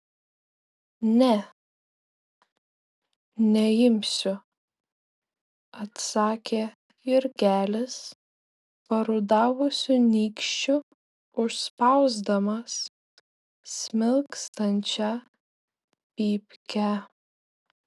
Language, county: Lithuanian, Šiauliai